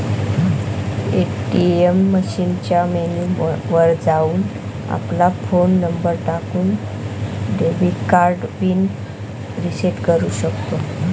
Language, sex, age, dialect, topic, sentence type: Marathi, male, 18-24, Northern Konkan, banking, statement